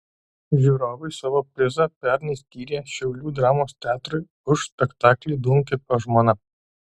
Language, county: Lithuanian, Alytus